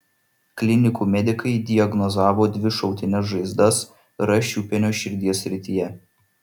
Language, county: Lithuanian, Šiauliai